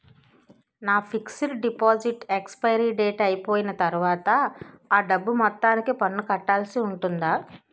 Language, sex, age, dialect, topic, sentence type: Telugu, female, 18-24, Utterandhra, banking, question